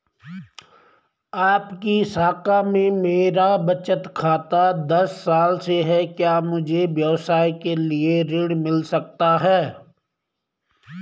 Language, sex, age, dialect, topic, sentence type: Hindi, male, 41-45, Garhwali, banking, question